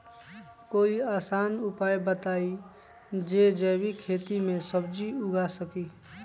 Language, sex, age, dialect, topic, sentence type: Magahi, male, 25-30, Western, agriculture, question